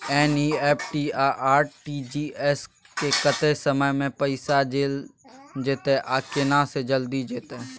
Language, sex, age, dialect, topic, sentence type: Maithili, male, 18-24, Bajjika, banking, question